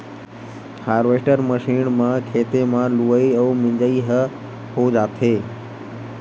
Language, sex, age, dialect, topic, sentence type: Chhattisgarhi, male, 18-24, Western/Budati/Khatahi, agriculture, statement